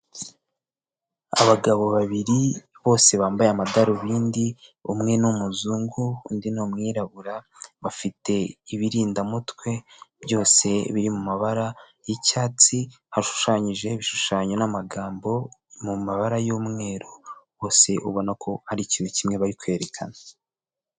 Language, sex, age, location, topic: Kinyarwanda, male, 25-35, Kigali, finance